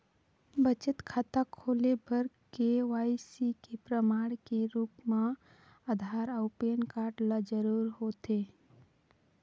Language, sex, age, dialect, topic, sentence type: Chhattisgarhi, female, 18-24, Northern/Bhandar, banking, statement